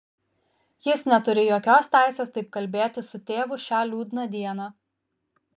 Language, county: Lithuanian, Kaunas